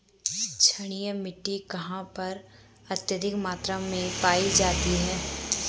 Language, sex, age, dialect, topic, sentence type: Hindi, female, 25-30, Garhwali, agriculture, question